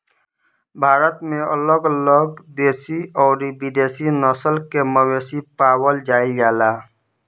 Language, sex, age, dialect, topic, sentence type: Bhojpuri, male, 25-30, Southern / Standard, agriculture, statement